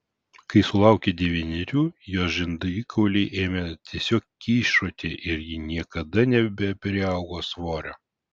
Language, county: Lithuanian, Vilnius